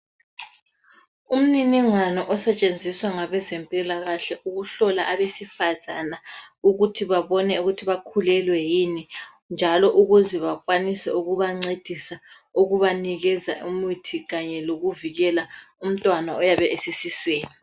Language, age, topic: North Ndebele, 36-49, health